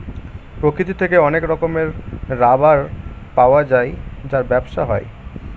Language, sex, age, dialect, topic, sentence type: Bengali, male, 18-24, Northern/Varendri, agriculture, statement